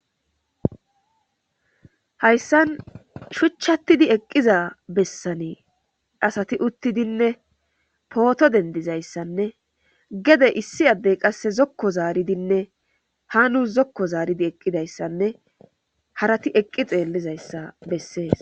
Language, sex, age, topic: Gamo, female, 25-35, government